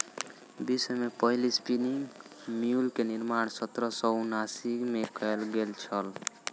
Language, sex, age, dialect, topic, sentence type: Maithili, male, 18-24, Southern/Standard, agriculture, statement